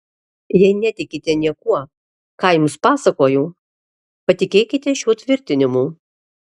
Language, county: Lithuanian, Alytus